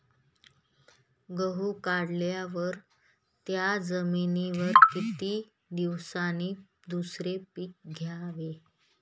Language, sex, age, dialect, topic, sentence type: Marathi, female, 31-35, Northern Konkan, agriculture, question